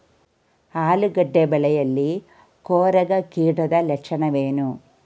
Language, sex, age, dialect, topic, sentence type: Kannada, female, 46-50, Mysore Kannada, agriculture, question